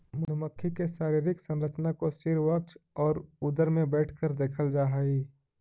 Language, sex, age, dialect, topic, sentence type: Magahi, male, 25-30, Central/Standard, agriculture, statement